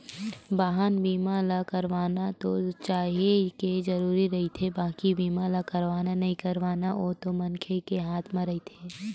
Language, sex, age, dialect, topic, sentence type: Chhattisgarhi, female, 18-24, Western/Budati/Khatahi, banking, statement